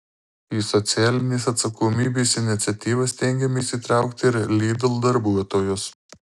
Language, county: Lithuanian, Marijampolė